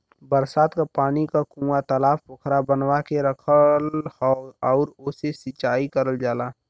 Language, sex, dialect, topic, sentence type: Bhojpuri, male, Western, agriculture, statement